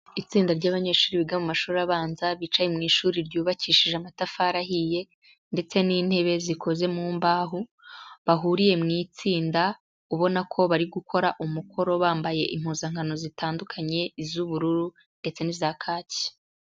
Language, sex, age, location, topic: Kinyarwanda, female, 18-24, Huye, education